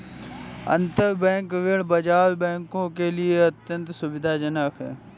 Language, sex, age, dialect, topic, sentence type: Hindi, male, 18-24, Awadhi Bundeli, banking, statement